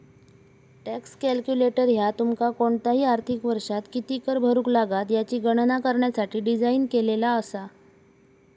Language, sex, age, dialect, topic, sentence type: Marathi, male, 18-24, Southern Konkan, banking, statement